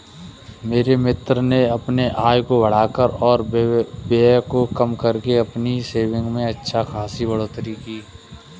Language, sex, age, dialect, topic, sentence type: Hindi, male, 25-30, Kanauji Braj Bhasha, banking, statement